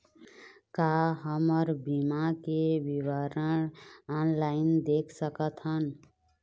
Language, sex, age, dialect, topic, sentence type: Chhattisgarhi, female, 25-30, Eastern, banking, question